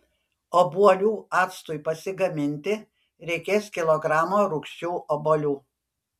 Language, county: Lithuanian, Panevėžys